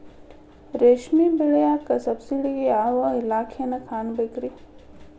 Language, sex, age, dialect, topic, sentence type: Kannada, female, 31-35, Dharwad Kannada, agriculture, question